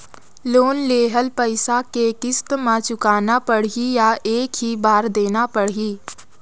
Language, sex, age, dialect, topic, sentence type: Chhattisgarhi, female, 60-100, Northern/Bhandar, banking, question